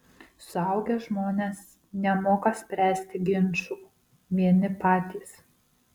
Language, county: Lithuanian, Marijampolė